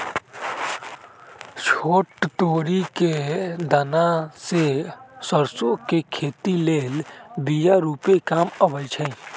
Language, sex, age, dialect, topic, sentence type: Magahi, male, 18-24, Western, agriculture, statement